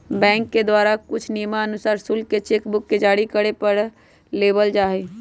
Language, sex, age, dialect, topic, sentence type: Magahi, male, 18-24, Western, banking, statement